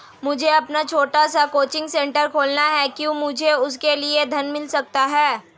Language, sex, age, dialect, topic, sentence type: Hindi, female, 18-24, Hindustani Malvi Khadi Boli, banking, question